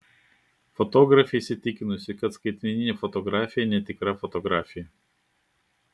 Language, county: Lithuanian, Klaipėda